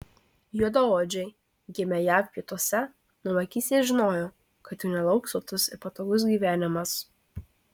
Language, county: Lithuanian, Marijampolė